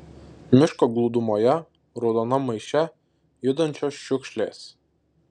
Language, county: Lithuanian, Šiauliai